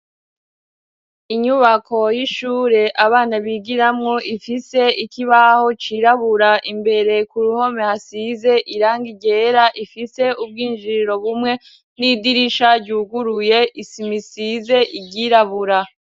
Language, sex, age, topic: Rundi, female, 18-24, education